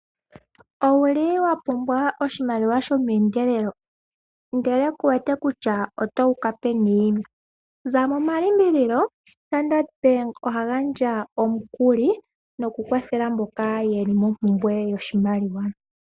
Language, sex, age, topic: Oshiwambo, female, 25-35, finance